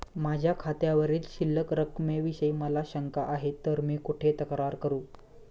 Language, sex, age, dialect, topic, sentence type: Marathi, male, 18-24, Standard Marathi, banking, question